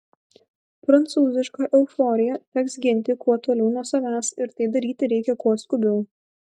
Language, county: Lithuanian, Vilnius